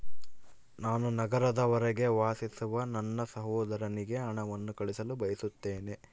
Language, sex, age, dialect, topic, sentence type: Kannada, male, 18-24, Central, banking, statement